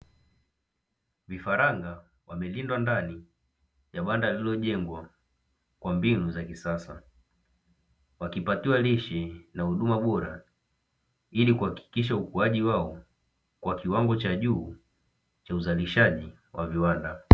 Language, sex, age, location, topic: Swahili, male, 18-24, Dar es Salaam, agriculture